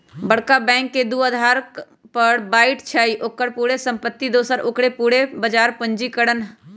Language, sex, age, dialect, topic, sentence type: Magahi, female, 31-35, Western, banking, statement